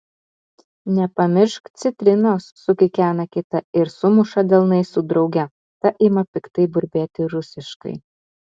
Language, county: Lithuanian, Utena